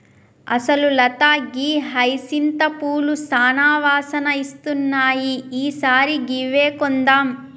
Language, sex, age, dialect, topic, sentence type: Telugu, female, 25-30, Telangana, agriculture, statement